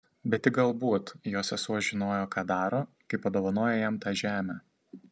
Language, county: Lithuanian, Tauragė